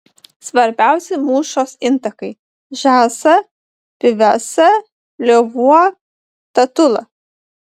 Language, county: Lithuanian, Panevėžys